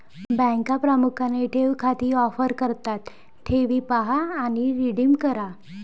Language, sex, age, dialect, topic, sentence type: Marathi, female, 25-30, Varhadi, banking, statement